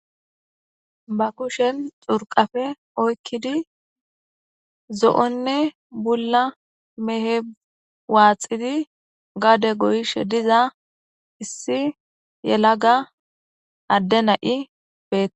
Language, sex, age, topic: Gamo, female, 25-35, agriculture